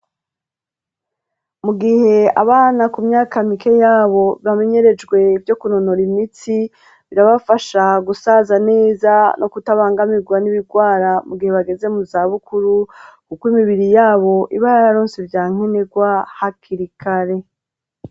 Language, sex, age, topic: Rundi, female, 36-49, education